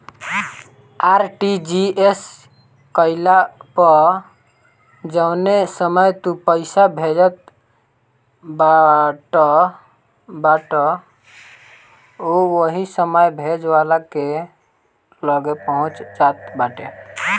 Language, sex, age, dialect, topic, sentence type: Bhojpuri, male, 18-24, Northern, banking, statement